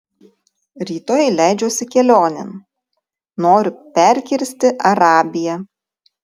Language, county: Lithuanian, Tauragė